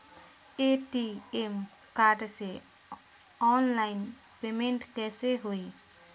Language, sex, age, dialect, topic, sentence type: Bhojpuri, female, <18, Southern / Standard, banking, question